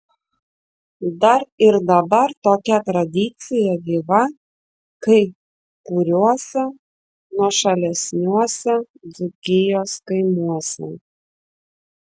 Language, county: Lithuanian, Vilnius